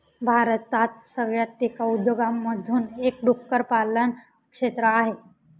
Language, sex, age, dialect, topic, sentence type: Marathi, female, 18-24, Northern Konkan, agriculture, statement